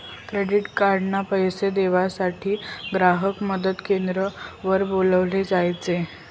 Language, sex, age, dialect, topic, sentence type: Marathi, female, 25-30, Northern Konkan, banking, statement